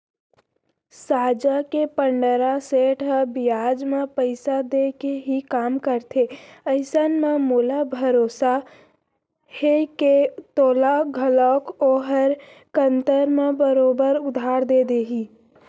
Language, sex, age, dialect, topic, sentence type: Chhattisgarhi, male, 25-30, Central, banking, statement